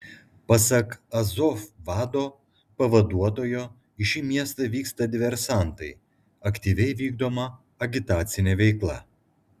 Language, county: Lithuanian, Klaipėda